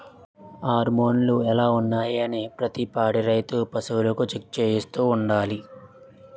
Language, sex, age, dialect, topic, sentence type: Telugu, male, 56-60, Utterandhra, agriculture, statement